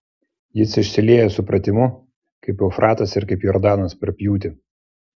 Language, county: Lithuanian, Klaipėda